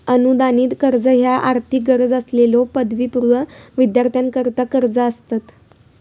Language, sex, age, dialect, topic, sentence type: Marathi, female, 18-24, Southern Konkan, banking, statement